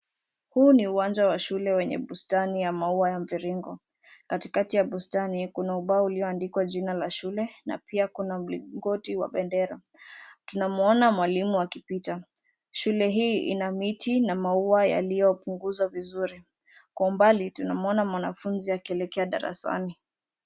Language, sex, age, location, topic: Swahili, female, 18-24, Nairobi, education